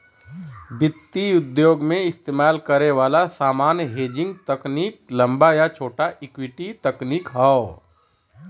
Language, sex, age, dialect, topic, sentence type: Bhojpuri, male, 31-35, Western, banking, statement